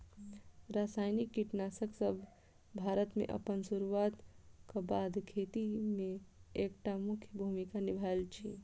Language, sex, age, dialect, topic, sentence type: Maithili, female, 25-30, Southern/Standard, agriculture, statement